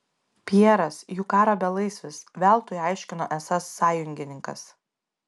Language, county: Lithuanian, Panevėžys